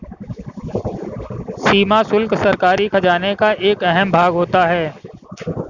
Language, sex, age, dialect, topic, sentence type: Hindi, male, 25-30, Kanauji Braj Bhasha, banking, statement